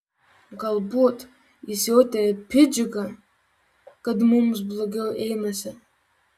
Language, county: Lithuanian, Vilnius